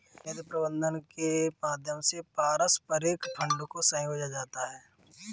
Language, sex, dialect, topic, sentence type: Hindi, male, Kanauji Braj Bhasha, banking, statement